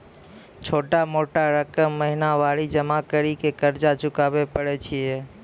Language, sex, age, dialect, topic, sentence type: Maithili, male, 25-30, Angika, banking, question